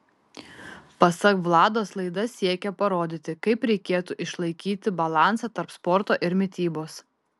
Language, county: Lithuanian, Tauragė